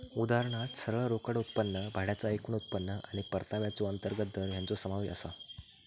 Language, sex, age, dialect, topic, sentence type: Marathi, male, 18-24, Southern Konkan, banking, statement